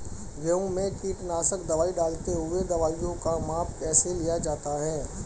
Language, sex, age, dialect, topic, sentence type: Hindi, female, 25-30, Hindustani Malvi Khadi Boli, agriculture, question